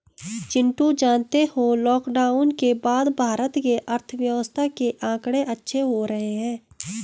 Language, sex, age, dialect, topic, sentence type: Hindi, female, 25-30, Garhwali, banking, statement